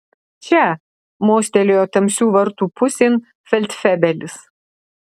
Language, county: Lithuanian, Alytus